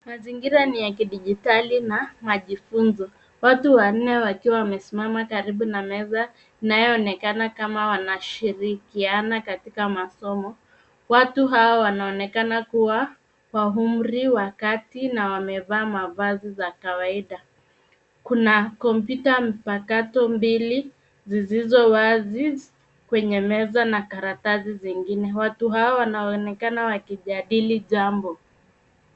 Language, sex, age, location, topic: Swahili, female, 25-35, Nairobi, education